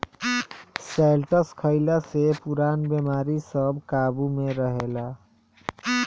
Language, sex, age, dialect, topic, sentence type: Bhojpuri, male, 18-24, Northern, agriculture, statement